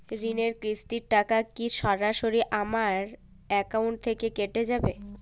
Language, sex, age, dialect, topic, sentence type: Bengali, female, <18, Jharkhandi, banking, question